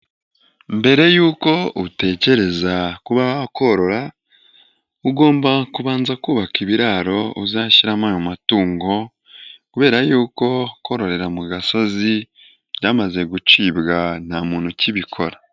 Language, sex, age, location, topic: Kinyarwanda, male, 18-24, Nyagatare, agriculture